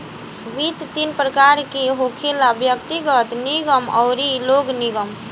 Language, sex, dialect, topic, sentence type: Bhojpuri, female, Southern / Standard, banking, statement